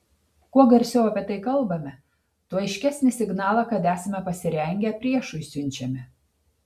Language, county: Lithuanian, Telšiai